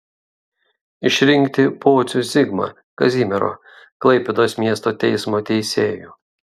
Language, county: Lithuanian, Šiauliai